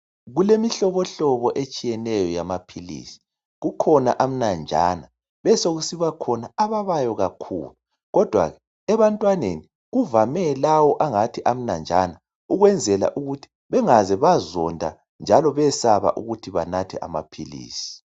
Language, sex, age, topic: North Ndebele, male, 36-49, health